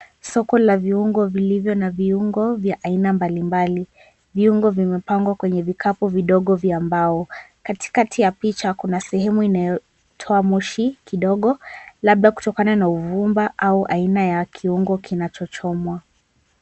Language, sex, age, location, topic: Swahili, female, 18-24, Mombasa, agriculture